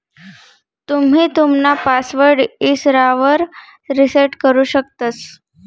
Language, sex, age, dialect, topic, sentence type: Marathi, female, 31-35, Northern Konkan, banking, statement